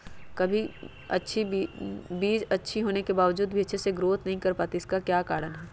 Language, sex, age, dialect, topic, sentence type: Magahi, female, 31-35, Western, agriculture, question